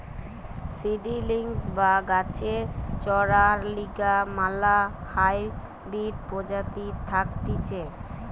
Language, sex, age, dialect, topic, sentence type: Bengali, female, 31-35, Western, agriculture, statement